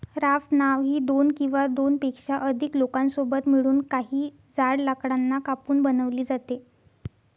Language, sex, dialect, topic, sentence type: Marathi, female, Northern Konkan, agriculture, statement